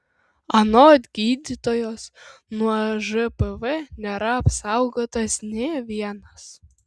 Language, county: Lithuanian, Kaunas